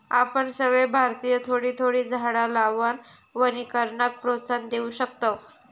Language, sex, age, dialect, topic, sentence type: Marathi, female, 41-45, Southern Konkan, agriculture, statement